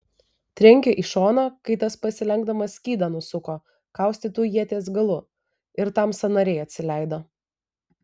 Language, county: Lithuanian, Vilnius